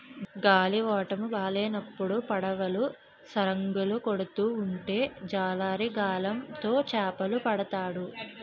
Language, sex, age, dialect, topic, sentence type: Telugu, female, 18-24, Utterandhra, agriculture, statement